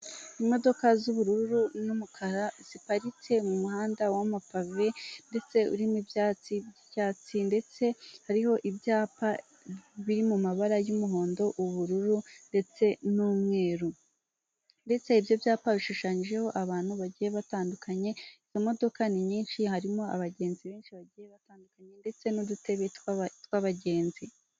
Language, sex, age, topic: Kinyarwanda, female, 18-24, government